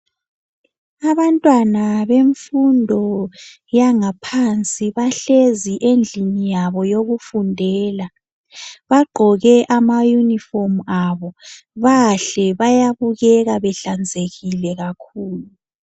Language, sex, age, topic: North Ndebele, female, 50+, education